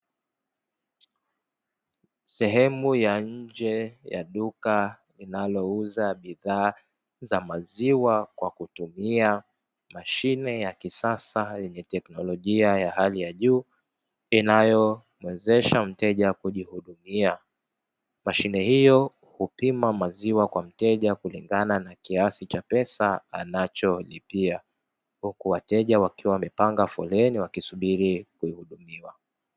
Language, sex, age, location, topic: Swahili, male, 18-24, Dar es Salaam, finance